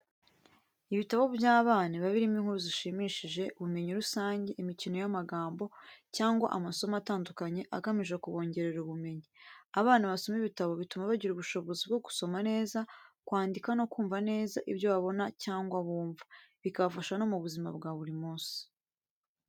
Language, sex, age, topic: Kinyarwanda, female, 18-24, education